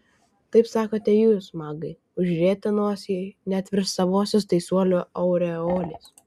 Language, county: Lithuanian, Kaunas